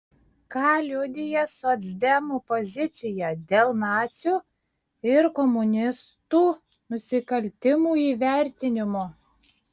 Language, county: Lithuanian, Šiauliai